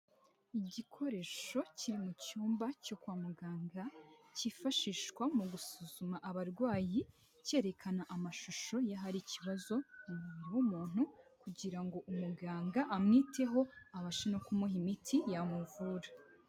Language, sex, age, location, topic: Kinyarwanda, female, 18-24, Huye, health